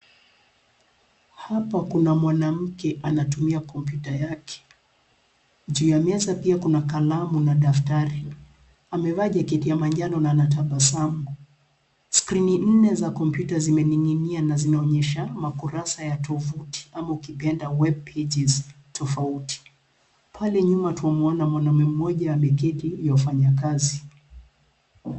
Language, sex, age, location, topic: Swahili, female, 36-49, Nairobi, education